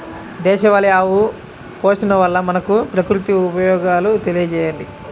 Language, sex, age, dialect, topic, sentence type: Telugu, male, 25-30, Central/Coastal, agriculture, question